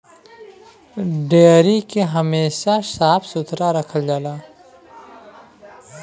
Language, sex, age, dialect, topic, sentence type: Bhojpuri, male, 31-35, Western, agriculture, statement